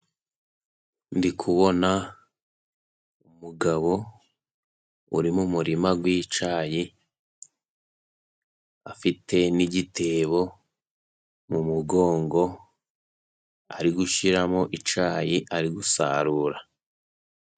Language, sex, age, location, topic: Kinyarwanda, male, 18-24, Musanze, agriculture